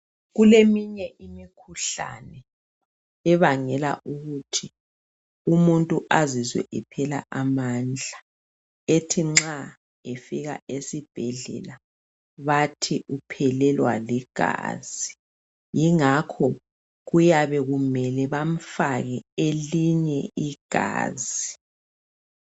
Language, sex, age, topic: North Ndebele, male, 36-49, health